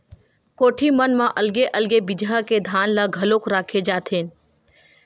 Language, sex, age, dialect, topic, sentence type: Chhattisgarhi, female, 18-24, Western/Budati/Khatahi, agriculture, statement